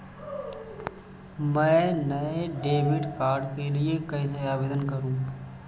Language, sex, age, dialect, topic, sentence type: Hindi, male, 25-30, Awadhi Bundeli, banking, statement